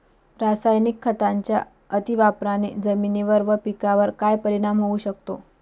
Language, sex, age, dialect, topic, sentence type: Marathi, female, 25-30, Northern Konkan, agriculture, question